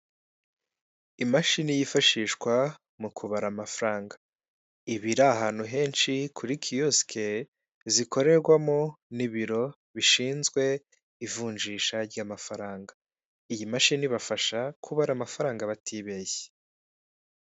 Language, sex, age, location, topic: Kinyarwanda, male, 18-24, Kigali, finance